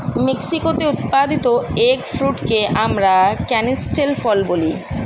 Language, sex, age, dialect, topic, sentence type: Bengali, male, 25-30, Standard Colloquial, agriculture, statement